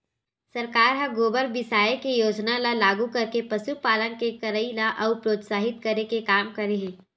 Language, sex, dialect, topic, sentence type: Chhattisgarhi, female, Western/Budati/Khatahi, agriculture, statement